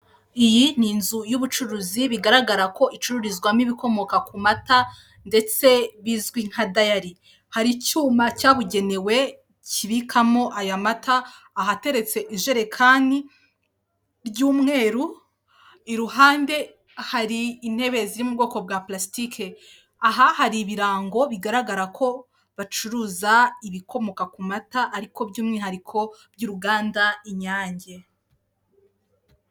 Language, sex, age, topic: Kinyarwanda, female, 18-24, finance